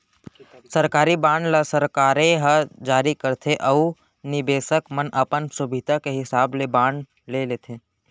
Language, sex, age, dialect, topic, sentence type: Chhattisgarhi, male, 18-24, Central, banking, statement